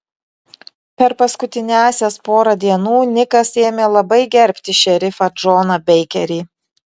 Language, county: Lithuanian, Vilnius